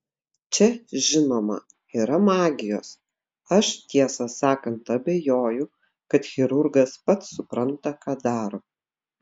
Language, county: Lithuanian, Vilnius